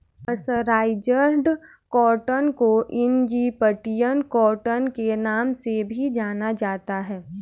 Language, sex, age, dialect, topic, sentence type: Hindi, female, 18-24, Kanauji Braj Bhasha, agriculture, statement